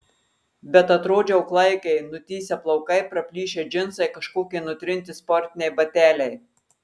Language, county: Lithuanian, Marijampolė